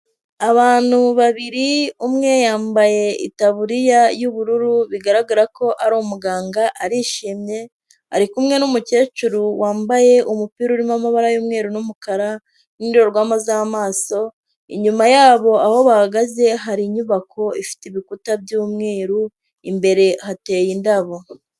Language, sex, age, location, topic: Kinyarwanda, female, 25-35, Huye, health